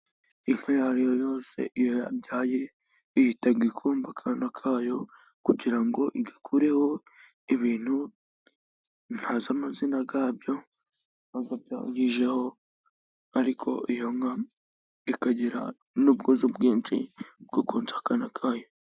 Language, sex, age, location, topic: Kinyarwanda, female, 36-49, Musanze, agriculture